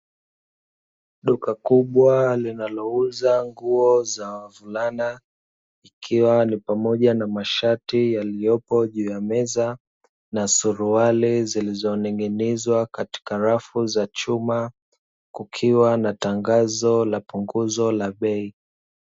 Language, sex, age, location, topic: Swahili, male, 25-35, Dar es Salaam, finance